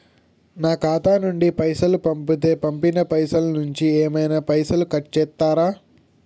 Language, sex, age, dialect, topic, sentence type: Telugu, male, 18-24, Telangana, banking, question